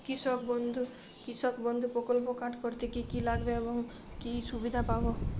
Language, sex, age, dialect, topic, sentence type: Bengali, female, 31-35, Western, agriculture, question